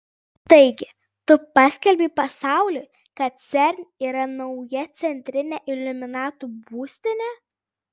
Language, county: Lithuanian, Klaipėda